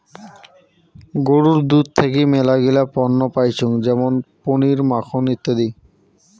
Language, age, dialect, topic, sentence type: Bengali, 18-24, Rajbangshi, agriculture, statement